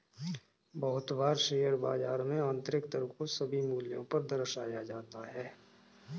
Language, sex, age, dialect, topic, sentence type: Hindi, male, 36-40, Kanauji Braj Bhasha, banking, statement